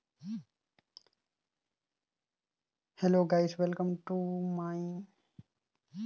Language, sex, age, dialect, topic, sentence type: Chhattisgarhi, male, 18-24, Northern/Bhandar, banking, statement